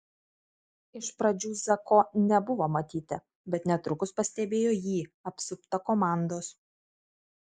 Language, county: Lithuanian, Kaunas